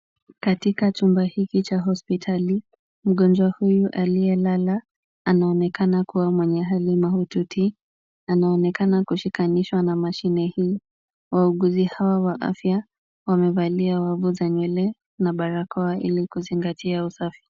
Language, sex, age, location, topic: Swahili, female, 18-24, Kisumu, health